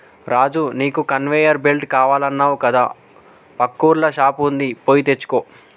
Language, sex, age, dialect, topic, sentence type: Telugu, male, 18-24, Telangana, agriculture, statement